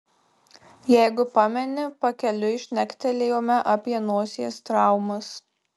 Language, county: Lithuanian, Marijampolė